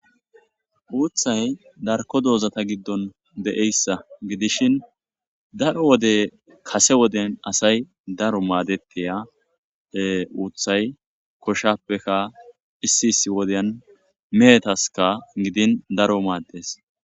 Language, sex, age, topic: Gamo, male, 25-35, agriculture